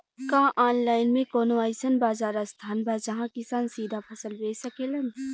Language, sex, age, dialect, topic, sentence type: Bhojpuri, female, 41-45, Western, agriculture, statement